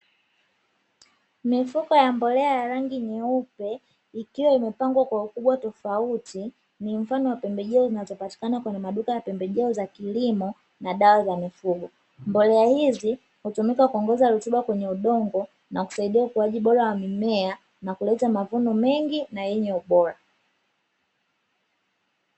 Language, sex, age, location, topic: Swahili, female, 18-24, Dar es Salaam, agriculture